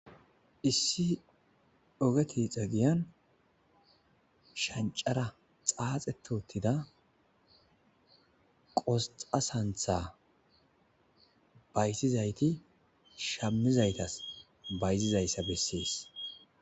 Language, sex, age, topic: Gamo, male, 25-35, agriculture